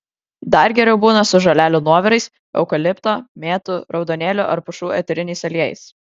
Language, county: Lithuanian, Kaunas